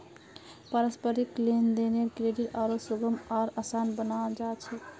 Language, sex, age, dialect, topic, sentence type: Magahi, female, 60-100, Northeastern/Surjapuri, banking, statement